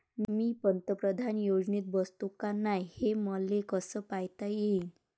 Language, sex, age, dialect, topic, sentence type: Marathi, female, 25-30, Varhadi, banking, question